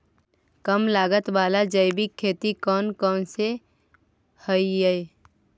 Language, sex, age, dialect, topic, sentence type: Magahi, female, 18-24, Central/Standard, agriculture, question